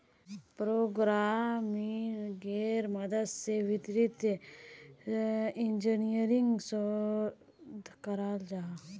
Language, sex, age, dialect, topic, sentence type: Magahi, female, 18-24, Northeastern/Surjapuri, banking, statement